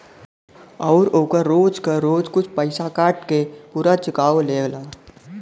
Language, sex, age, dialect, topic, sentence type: Bhojpuri, male, 25-30, Western, banking, statement